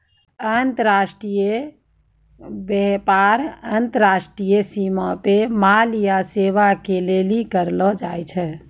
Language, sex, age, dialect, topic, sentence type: Maithili, female, 51-55, Angika, banking, statement